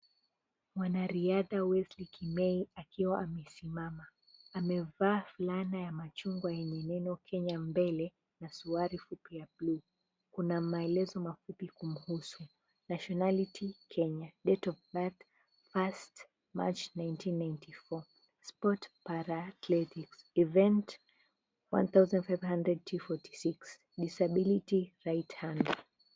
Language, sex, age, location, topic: Swahili, female, 18-24, Mombasa, education